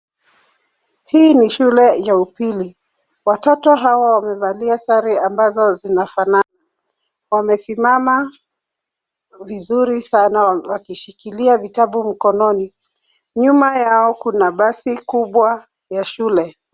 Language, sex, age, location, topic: Swahili, female, 36-49, Nairobi, education